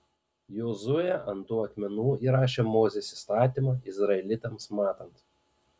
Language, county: Lithuanian, Panevėžys